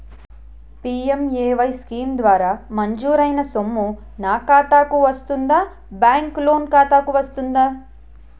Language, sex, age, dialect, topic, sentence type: Telugu, female, 18-24, Utterandhra, banking, question